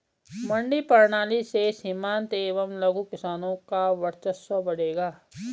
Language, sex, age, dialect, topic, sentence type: Hindi, female, 41-45, Garhwali, agriculture, statement